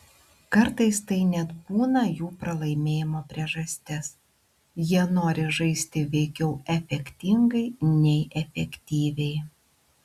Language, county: Lithuanian, Klaipėda